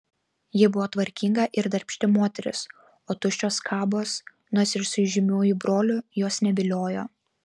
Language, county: Lithuanian, Kaunas